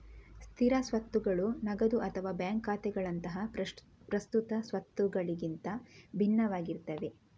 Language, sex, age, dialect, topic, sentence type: Kannada, female, 18-24, Coastal/Dakshin, banking, statement